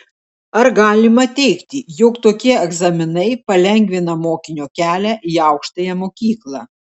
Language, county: Lithuanian, Klaipėda